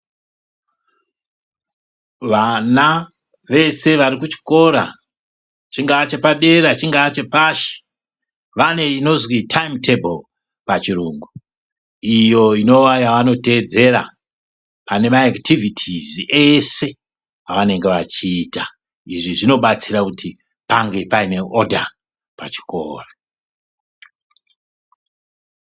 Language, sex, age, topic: Ndau, male, 50+, education